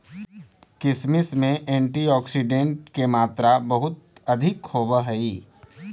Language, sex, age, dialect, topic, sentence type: Magahi, male, 31-35, Central/Standard, agriculture, statement